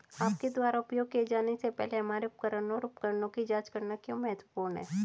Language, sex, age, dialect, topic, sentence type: Hindi, female, 36-40, Hindustani Malvi Khadi Boli, agriculture, question